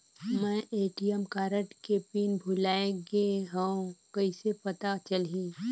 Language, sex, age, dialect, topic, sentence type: Chhattisgarhi, female, 25-30, Northern/Bhandar, banking, question